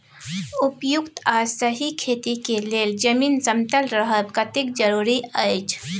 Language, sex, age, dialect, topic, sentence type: Maithili, female, 25-30, Bajjika, agriculture, question